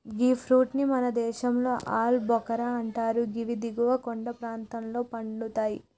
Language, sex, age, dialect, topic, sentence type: Telugu, female, 36-40, Telangana, agriculture, statement